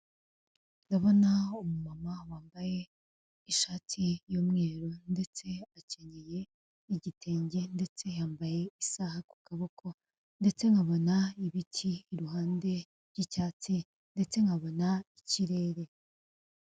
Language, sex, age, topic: Kinyarwanda, female, 25-35, government